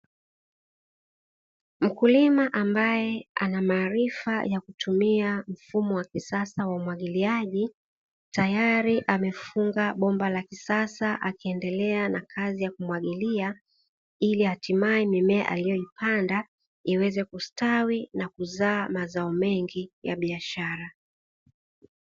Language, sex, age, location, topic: Swahili, female, 18-24, Dar es Salaam, agriculture